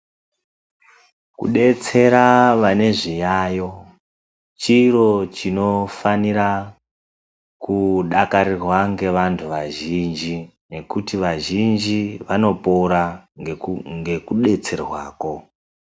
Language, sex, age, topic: Ndau, male, 36-49, health